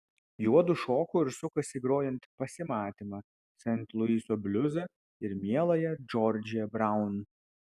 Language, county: Lithuanian, Vilnius